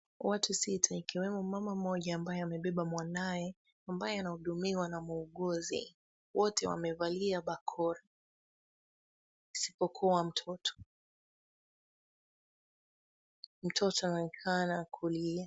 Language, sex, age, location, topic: Swahili, female, 18-24, Kisumu, health